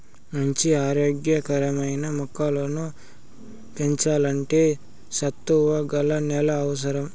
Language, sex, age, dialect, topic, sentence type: Telugu, male, 56-60, Southern, agriculture, statement